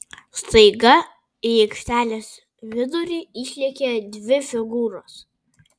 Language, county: Lithuanian, Kaunas